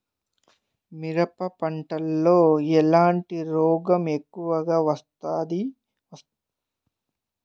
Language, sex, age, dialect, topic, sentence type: Telugu, male, 18-24, Southern, agriculture, question